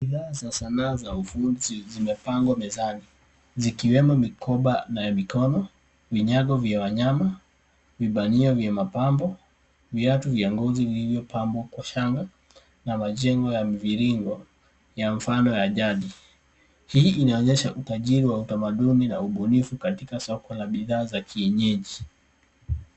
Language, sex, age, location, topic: Swahili, female, 50+, Nairobi, finance